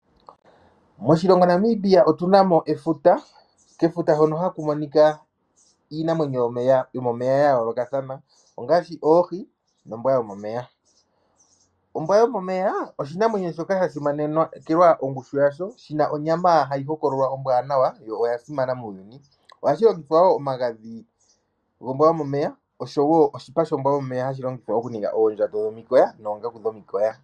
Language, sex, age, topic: Oshiwambo, male, 25-35, agriculture